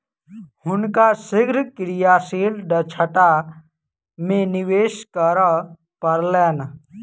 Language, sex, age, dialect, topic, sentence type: Maithili, male, 18-24, Southern/Standard, banking, statement